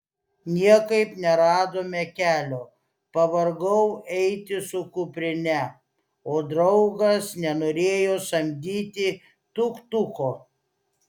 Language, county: Lithuanian, Klaipėda